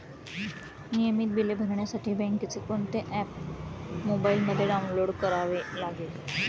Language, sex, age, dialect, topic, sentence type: Marathi, female, 31-35, Standard Marathi, banking, question